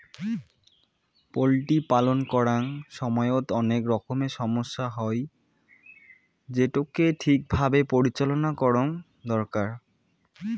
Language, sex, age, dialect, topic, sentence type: Bengali, male, 18-24, Rajbangshi, agriculture, statement